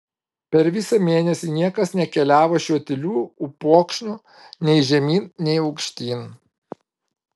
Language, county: Lithuanian, Vilnius